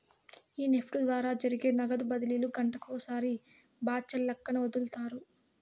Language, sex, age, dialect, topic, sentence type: Telugu, female, 18-24, Southern, banking, statement